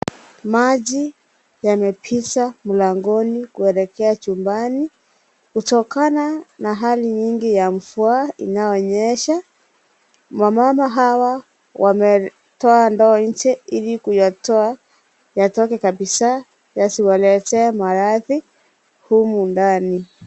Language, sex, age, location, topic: Swahili, female, 25-35, Kisii, health